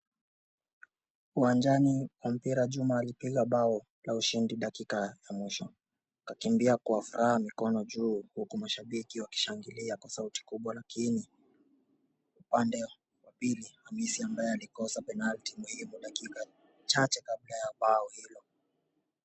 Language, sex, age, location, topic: Swahili, male, 25-35, Wajir, government